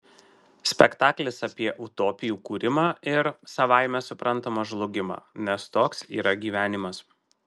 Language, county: Lithuanian, Marijampolė